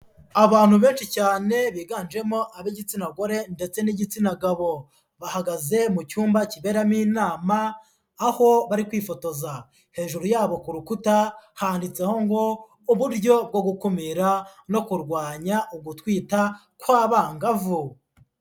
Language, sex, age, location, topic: Kinyarwanda, female, 18-24, Huye, health